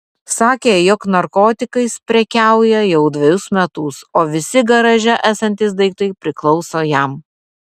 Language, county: Lithuanian, Vilnius